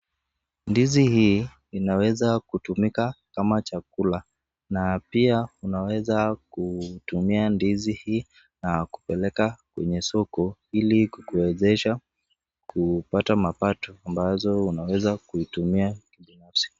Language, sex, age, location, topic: Swahili, male, 18-24, Nakuru, agriculture